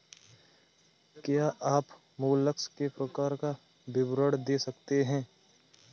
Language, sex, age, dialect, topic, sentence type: Hindi, male, 18-24, Kanauji Braj Bhasha, agriculture, statement